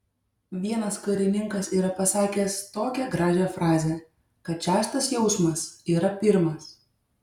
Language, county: Lithuanian, Šiauliai